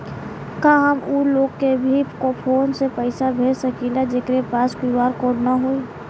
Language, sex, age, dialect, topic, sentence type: Bhojpuri, female, 18-24, Western, banking, question